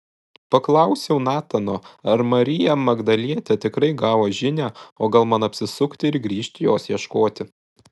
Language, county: Lithuanian, Šiauliai